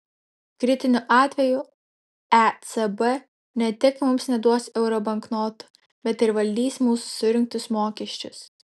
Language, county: Lithuanian, Vilnius